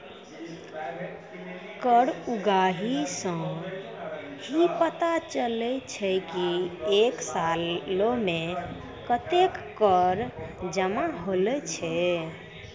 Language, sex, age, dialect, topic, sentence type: Maithili, female, 56-60, Angika, banking, statement